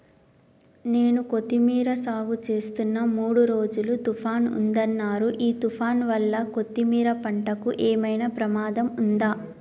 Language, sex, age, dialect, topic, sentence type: Telugu, male, 41-45, Telangana, agriculture, question